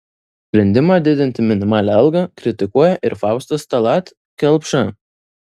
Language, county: Lithuanian, Vilnius